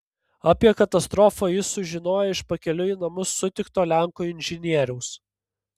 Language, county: Lithuanian, Panevėžys